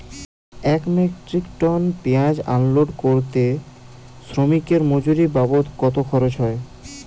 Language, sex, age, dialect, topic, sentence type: Bengali, male, 18-24, Jharkhandi, agriculture, question